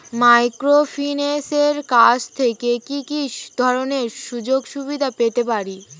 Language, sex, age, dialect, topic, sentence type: Bengali, female, 18-24, Standard Colloquial, banking, question